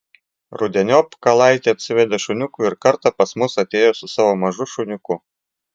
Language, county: Lithuanian, Klaipėda